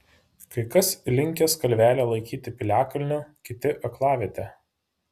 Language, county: Lithuanian, Panevėžys